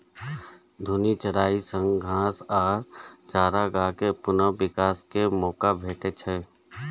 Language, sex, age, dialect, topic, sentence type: Maithili, male, 36-40, Eastern / Thethi, agriculture, statement